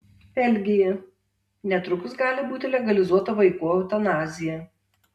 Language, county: Lithuanian, Tauragė